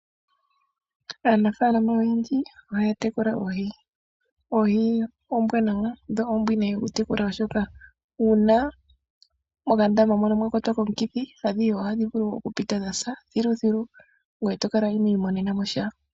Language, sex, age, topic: Oshiwambo, female, 25-35, agriculture